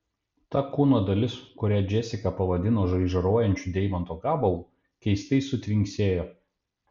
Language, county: Lithuanian, Panevėžys